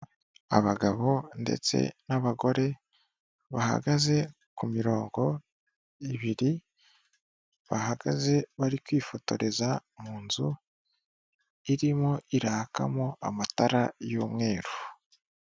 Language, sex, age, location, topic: Kinyarwanda, female, 25-35, Kigali, government